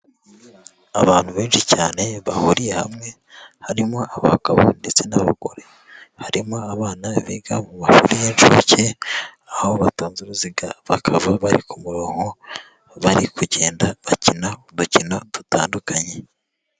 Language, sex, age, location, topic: Kinyarwanda, male, 25-35, Huye, education